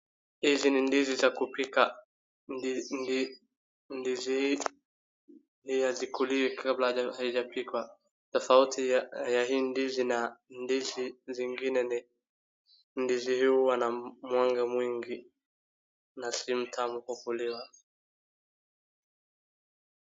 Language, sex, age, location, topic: Swahili, male, 36-49, Wajir, agriculture